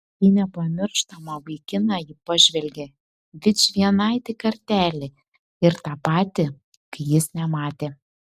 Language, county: Lithuanian, Šiauliai